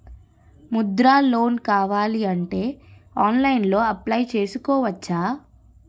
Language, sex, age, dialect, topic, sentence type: Telugu, female, 31-35, Utterandhra, banking, question